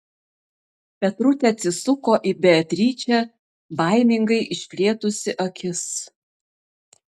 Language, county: Lithuanian, Vilnius